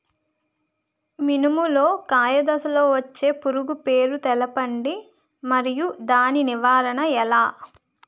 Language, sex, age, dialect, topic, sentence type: Telugu, female, 25-30, Utterandhra, agriculture, question